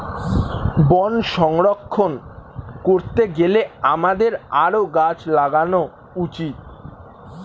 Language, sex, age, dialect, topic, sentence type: Bengali, male, <18, Standard Colloquial, agriculture, statement